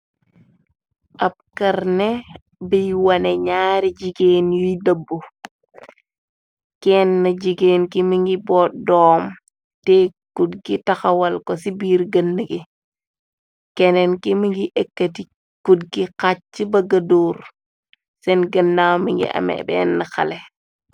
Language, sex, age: Wolof, female, 18-24